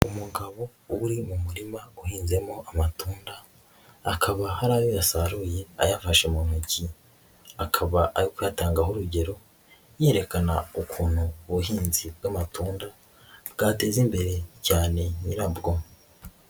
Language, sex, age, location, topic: Kinyarwanda, female, 18-24, Nyagatare, agriculture